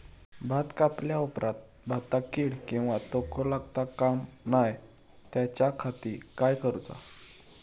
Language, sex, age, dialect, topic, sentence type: Marathi, male, 18-24, Southern Konkan, agriculture, question